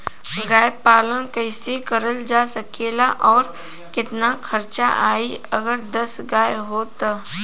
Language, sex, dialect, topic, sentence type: Bhojpuri, female, Western, agriculture, question